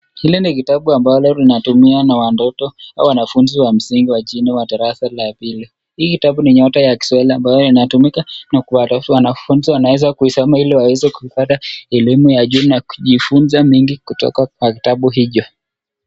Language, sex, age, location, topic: Swahili, male, 25-35, Nakuru, education